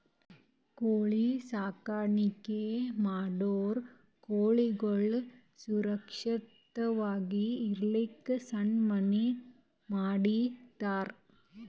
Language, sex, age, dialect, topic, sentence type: Kannada, female, 18-24, Northeastern, agriculture, statement